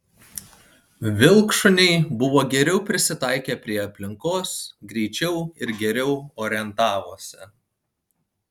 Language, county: Lithuanian, Panevėžys